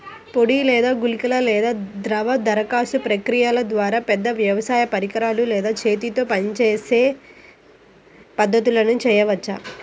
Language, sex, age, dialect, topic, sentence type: Telugu, female, 18-24, Central/Coastal, agriculture, question